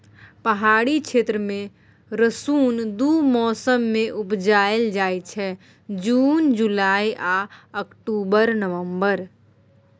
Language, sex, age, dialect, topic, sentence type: Maithili, female, 18-24, Bajjika, agriculture, statement